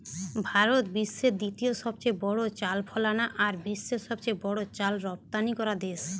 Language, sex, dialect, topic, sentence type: Bengali, female, Western, agriculture, statement